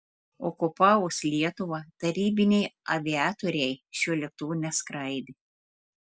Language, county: Lithuanian, Telšiai